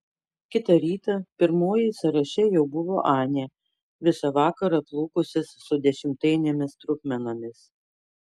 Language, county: Lithuanian, Kaunas